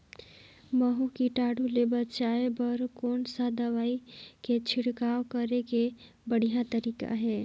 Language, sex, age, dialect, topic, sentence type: Chhattisgarhi, female, 18-24, Northern/Bhandar, agriculture, question